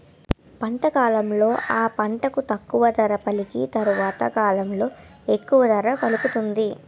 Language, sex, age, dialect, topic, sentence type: Telugu, female, 18-24, Utterandhra, agriculture, statement